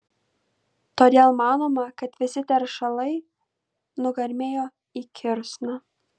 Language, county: Lithuanian, Kaunas